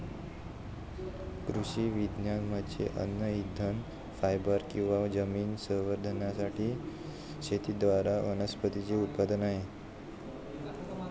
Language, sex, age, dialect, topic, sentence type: Marathi, male, 18-24, Northern Konkan, agriculture, statement